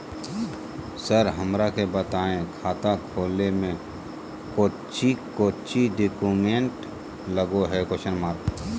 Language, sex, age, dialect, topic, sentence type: Magahi, male, 31-35, Southern, banking, question